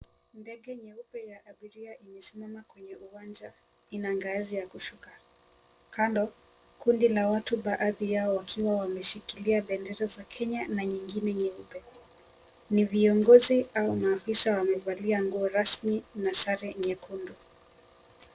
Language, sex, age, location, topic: Swahili, female, 25-35, Mombasa, government